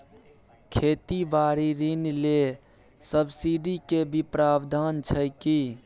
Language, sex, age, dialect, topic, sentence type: Maithili, male, 18-24, Bajjika, banking, question